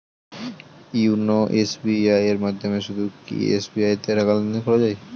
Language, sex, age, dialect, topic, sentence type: Bengali, male, 18-24, Standard Colloquial, banking, question